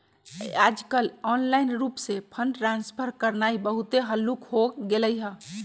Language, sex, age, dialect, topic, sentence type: Magahi, female, 46-50, Western, banking, statement